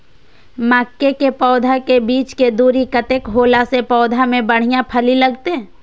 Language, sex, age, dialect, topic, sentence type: Maithili, female, 18-24, Eastern / Thethi, agriculture, question